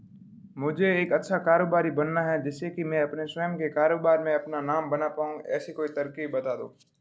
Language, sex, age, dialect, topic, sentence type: Hindi, male, 36-40, Marwari Dhudhari, agriculture, question